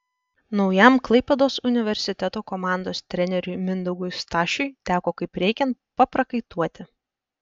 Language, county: Lithuanian, Panevėžys